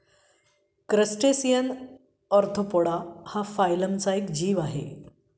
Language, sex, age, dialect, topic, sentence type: Marathi, female, 51-55, Standard Marathi, agriculture, statement